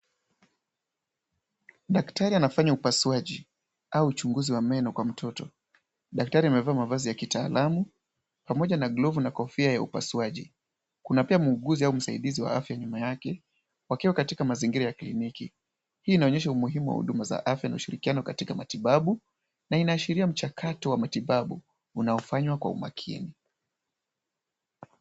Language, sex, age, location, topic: Swahili, male, 18-24, Kisumu, health